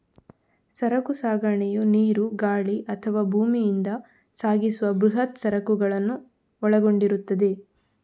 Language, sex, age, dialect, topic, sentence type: Kannada, female, 18-24, Coastal/Dakshin, banking, statement